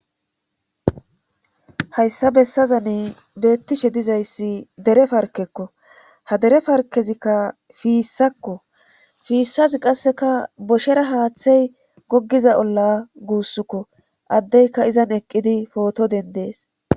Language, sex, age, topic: Gamo, female, 18-24, government